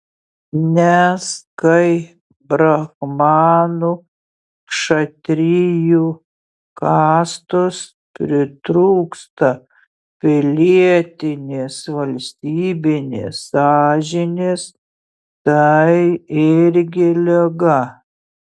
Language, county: Lithuanian, Utena